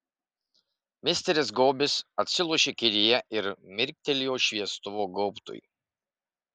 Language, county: Lithuanian, Marijampolė